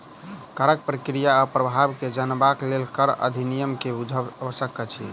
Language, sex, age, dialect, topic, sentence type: Maithili, male, 31-35, Southern/Standard, banking, statement